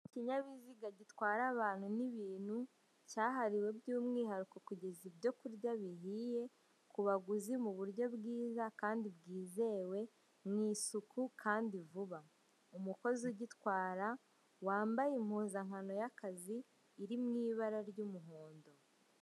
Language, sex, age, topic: Kinyarwanda, female, 18-24, finance